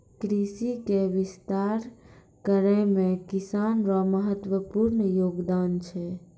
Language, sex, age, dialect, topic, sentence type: Maithili, female, 18-24, Angika, agriculture, statement